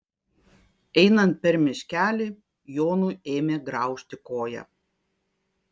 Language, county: Lithuanian, Kaunas